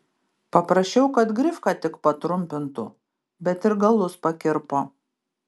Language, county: Lithuanian, Kaunas